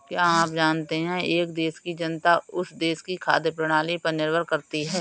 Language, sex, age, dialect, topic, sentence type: Hindi, female, 41-45, Kanauji Braj Bhasha, agriculture, statement